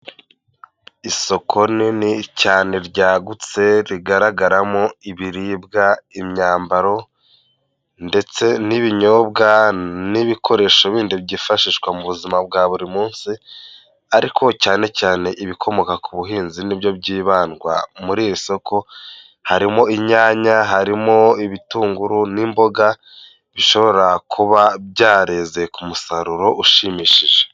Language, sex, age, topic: Kinyarwanda, male, 18-24, health